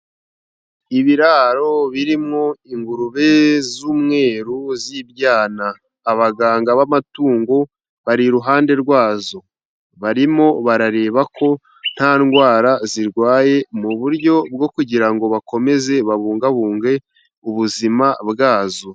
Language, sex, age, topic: Kinyarwanda, male, 25-35, agriculture